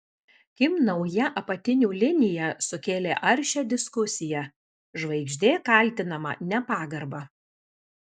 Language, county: Lithuanian, Alytus